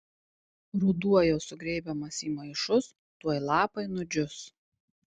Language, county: Lithuanian, Tauragė